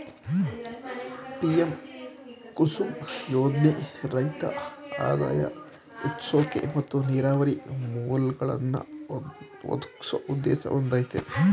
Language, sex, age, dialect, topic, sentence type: Kannada, male, 25-30, Mysore Kannada, agriculture, statement